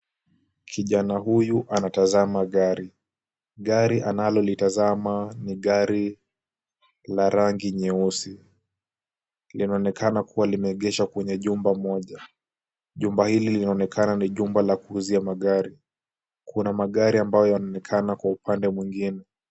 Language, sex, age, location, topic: Swahili, male, 18-24, Kisumu, finance